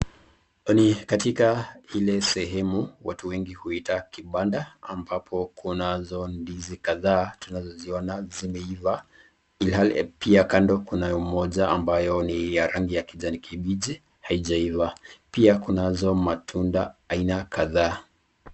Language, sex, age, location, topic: Swahili, male, 36-49, Nakuru, agriculture